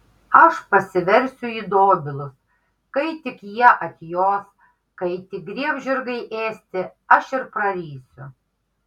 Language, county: Lithuanian, Kaunas